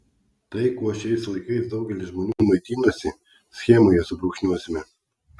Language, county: Lithuanian, Klaipėda